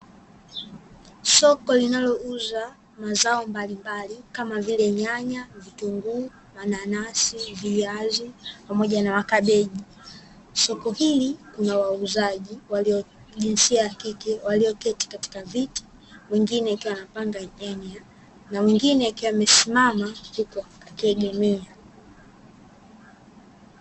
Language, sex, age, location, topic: Swahili, female, 18-24, Dar es Salaam, finance